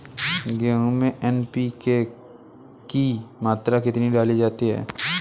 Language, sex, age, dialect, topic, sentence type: Hindi, female, 18-24, Awadhi Bundeli, agriculture, question